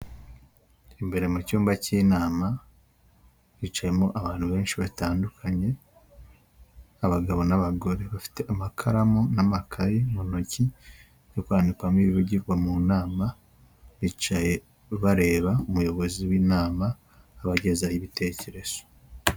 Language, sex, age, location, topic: Kinyarwanda, male, 25-35, Huye, health